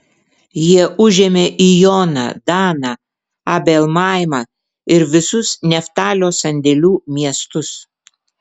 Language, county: Lithuanian, Vilnius